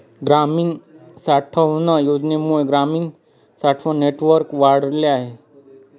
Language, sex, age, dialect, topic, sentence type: Marathi, male, 36-40, Northern Konkan, agriculture, statement